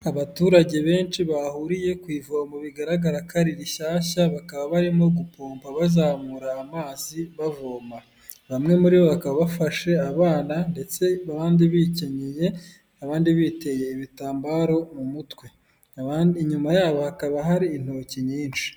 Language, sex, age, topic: Kinyarwanda, female, 18-24, health